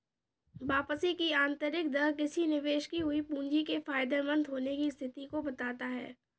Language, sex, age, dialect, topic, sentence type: Hindi, male, 18-24, Kanauji Braj Bhasha, banking, statement